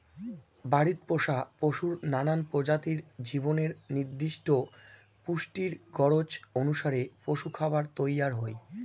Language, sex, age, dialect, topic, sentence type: Bengali, male, <18, Rajbangshi, agriculture, statement